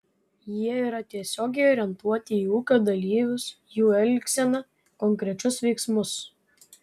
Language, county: Lithuanian, Vilnius